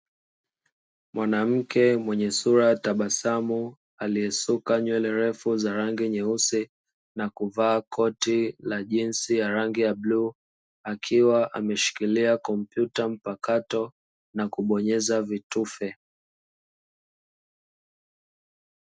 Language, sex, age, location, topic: Swahili, male, 25-35, Dar es Salaam, education